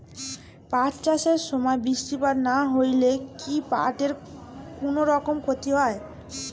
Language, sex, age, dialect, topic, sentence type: Bengali, female, 18-24, Rajbangshi, agriculture, question